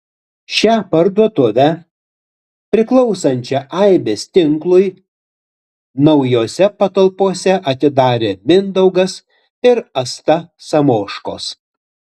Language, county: Lithuanian, Utena